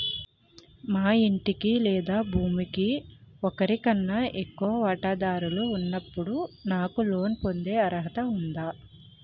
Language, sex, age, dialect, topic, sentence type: Telugu, female, 18-24, Utterandhra, banking, question